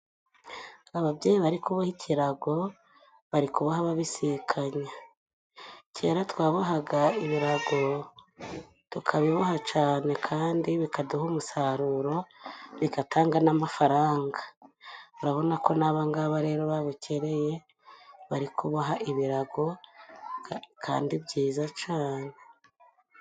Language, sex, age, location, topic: Kinyarwanda, female, 25-35, Musanze, government